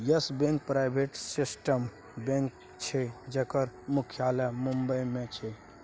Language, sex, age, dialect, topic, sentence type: Maithili, male, 46-50, Bajjika, banking, statement